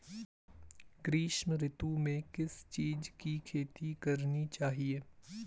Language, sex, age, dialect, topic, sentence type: Hindi, male, 18-24, Garhwali, agriculture, question